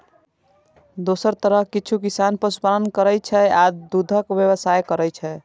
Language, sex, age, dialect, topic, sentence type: Maithili, male, 25-30, Eastern / Thethi, agriculture, statement